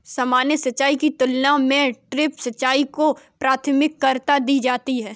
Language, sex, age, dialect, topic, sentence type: Hindi, female, 18-24, Kanauji Braj Bhasha, agriculture, statement